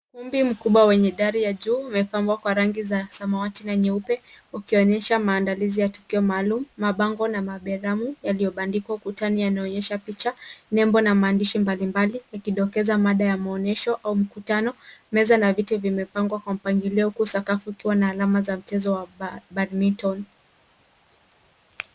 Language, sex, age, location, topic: Swahili, female, 18-24, Nairobi, education